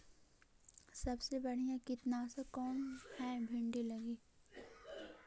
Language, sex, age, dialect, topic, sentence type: Magahi, female, 18-24, Central/Standard, agriculture, question